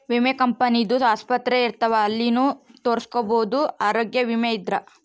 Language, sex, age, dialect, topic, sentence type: Kannada, female, 18-24, Central, banking, statement